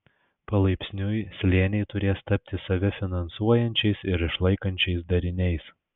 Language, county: Lithuanian, Alytus